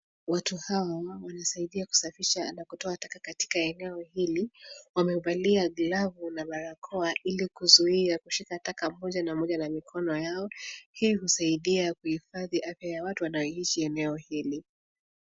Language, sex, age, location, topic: Swahili, female, 25-35, Nairobi, health